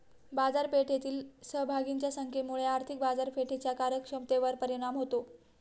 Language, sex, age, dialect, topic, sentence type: Marathi, female, 60-100, Standard Marathi, banking, statement